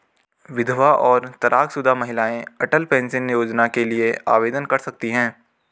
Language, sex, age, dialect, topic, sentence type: Hindi, male, 18-24, Garhwali, banking, statement